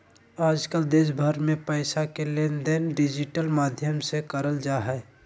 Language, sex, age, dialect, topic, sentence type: Magahi, male, 25-30, Southern, banking, statement